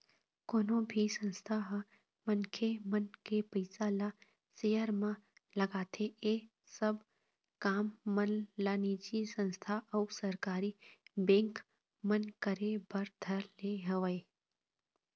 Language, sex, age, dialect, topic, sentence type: Chhattisgarhi, female, 25-30, Eastern, banking, statement